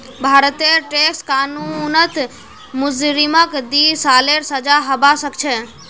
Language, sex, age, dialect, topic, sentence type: Magahi, female, 41-45, Northeastern/Surjapuri, banking, statement